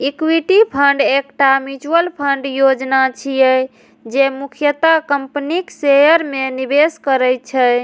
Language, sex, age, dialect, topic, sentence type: Maithili, female, 36-40, Eastern / Thethi, banking, statement